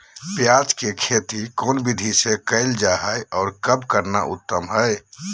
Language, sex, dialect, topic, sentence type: Magahi, male, Southern, agriculture, question